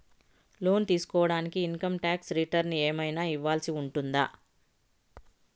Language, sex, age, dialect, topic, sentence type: Telugu, female, 51-55, Southern, banking, question